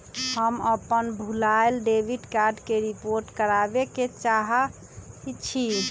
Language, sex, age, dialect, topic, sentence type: Magahi, female, 31-35, Western, banking, statement